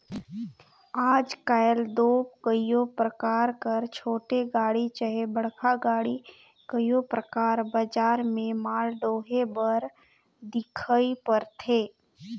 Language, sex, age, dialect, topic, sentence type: Chhattisgarhi, female, 18-24, Northern/Bhandar, agriculture, statement